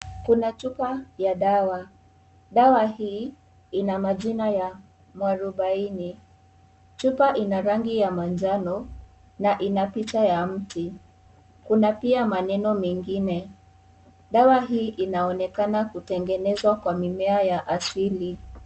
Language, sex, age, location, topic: Swahili, female, 18-24, Kisii, health